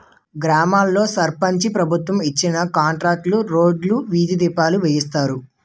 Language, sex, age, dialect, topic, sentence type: Telugu, male, 18-24, Utterandhra, banking, statement